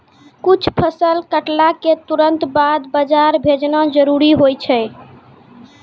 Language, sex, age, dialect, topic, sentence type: Maithili, female, 18-24, Angika, agriculture, statement